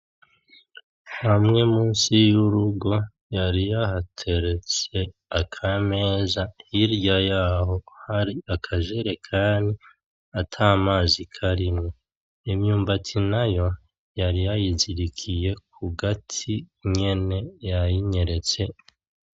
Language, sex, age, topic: Rundi, male, 36-49, agriculture